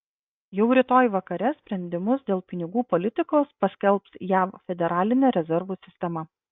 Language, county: Lithuanian, Klaipėda